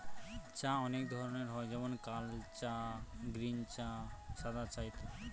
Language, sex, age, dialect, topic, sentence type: Bengali, male, 18-24, Northern/Varendri, agriculture, statement